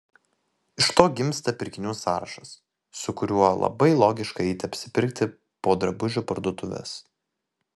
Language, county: Lithuanian, Vilnius